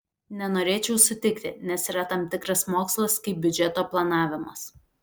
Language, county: Lithuanian, Telšiai